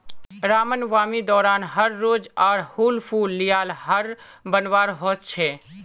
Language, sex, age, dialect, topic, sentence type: Magahi, male, 18-24, Northeastern/Surjapuri, agriculture, statement